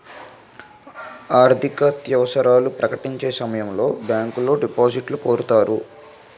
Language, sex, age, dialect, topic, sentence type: Telugu, male, 18-24, Utterandhra, banking, statement